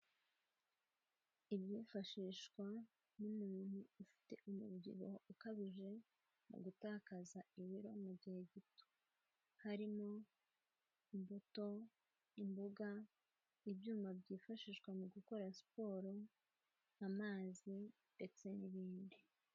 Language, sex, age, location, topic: Kinyarwanda, female, 18-24, Kigali, health